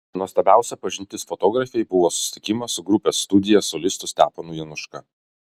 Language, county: Lithuanian, Kaunas